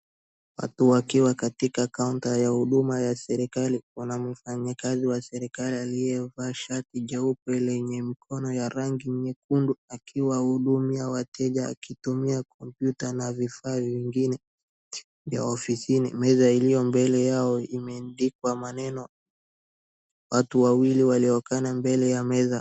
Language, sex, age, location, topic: Swahili, male, 36-49, Wajir, government